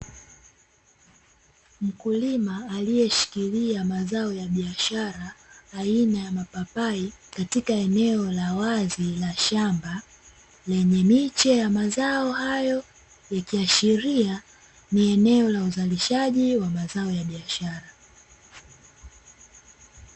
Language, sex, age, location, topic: Swahili, female, 18-24, Dar es Salaam, agriculture